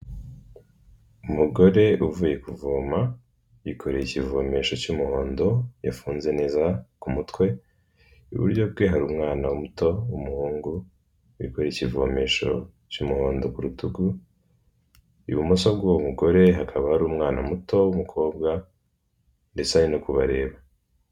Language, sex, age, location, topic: Kinyarwanda, male, 18-24, Kigali, health